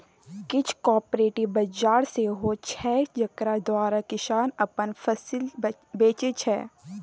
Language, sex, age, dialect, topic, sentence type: Maithili, female, 18-24, Bajjika, agriculture, statement